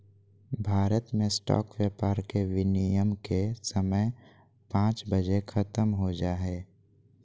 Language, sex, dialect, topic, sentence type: Magahi, male, Southern, banking, statement